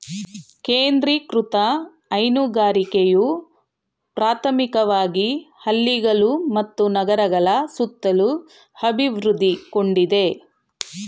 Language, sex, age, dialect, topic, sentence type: Kannada, female, 41-45, Mysore Kannada, agriculture, statement